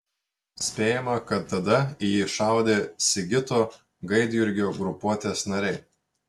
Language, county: Lithuanian, Telšiai